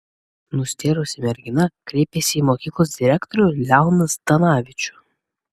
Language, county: Lithuanian, Vilnius